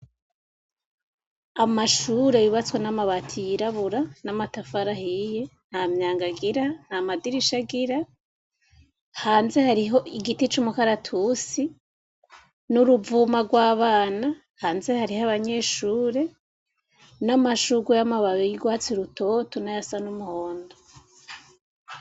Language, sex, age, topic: Rundi, female, 25-35, education